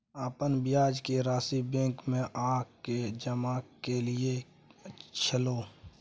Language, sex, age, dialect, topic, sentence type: Maithili, male, 56-60, Bajjika, banking, question